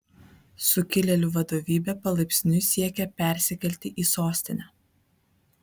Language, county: Lithuanian, Vilnius